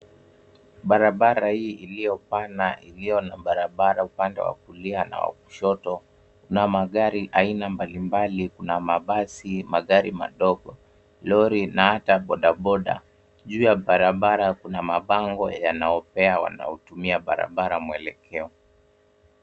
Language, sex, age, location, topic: Swahili, male, 18-24, Nairobi, government